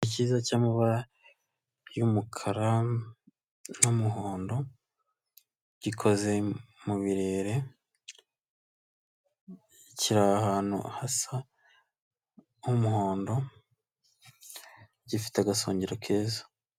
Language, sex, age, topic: Kinyarwanda, male, 25-35, government